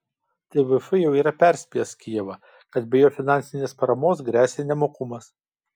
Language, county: Lithuanian, Kaunas